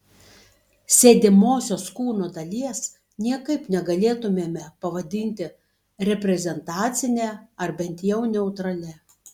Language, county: Lithuanian, Tauragė